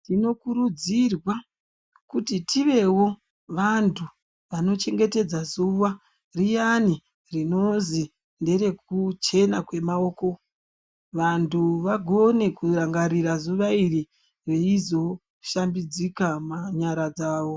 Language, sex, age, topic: Ndau, female, 25-35, health